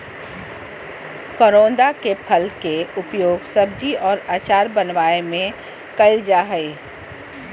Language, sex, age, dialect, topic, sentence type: Magahi, female, 46-50, Southern, agriculture, statement